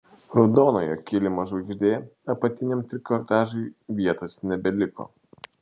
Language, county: Lithuanian, Šiauliai